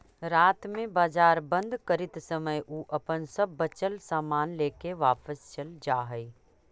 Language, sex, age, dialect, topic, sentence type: Magahi, female, 36-40, Central/Standard, agriculture, statement